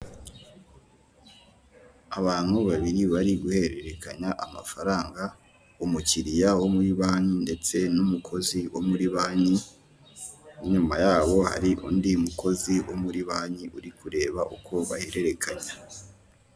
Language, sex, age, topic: Kinyarwanda, male, 18-24, finance